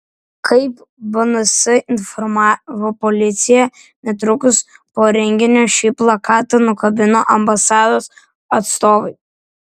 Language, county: Lithuanian, Vilnius